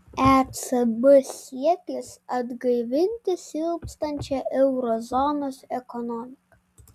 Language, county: Lithuanian, Vilnius